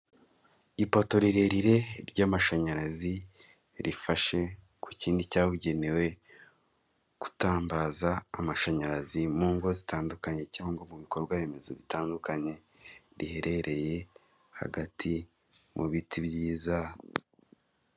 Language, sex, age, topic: Kinyarwanda, male, 18-24, government